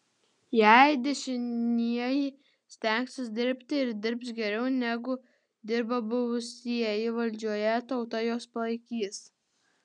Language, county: Lithuanian, Vilnius